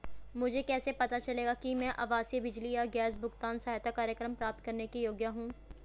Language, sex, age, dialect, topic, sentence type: Hindi, female, 25-30, Hindustani Malvi Khadi Boli, banking, question